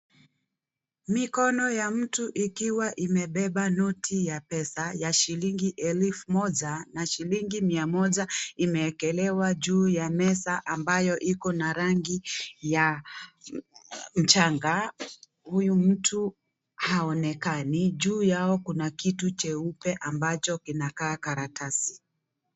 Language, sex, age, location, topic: Swahili, female, 36-49, Kisii, finance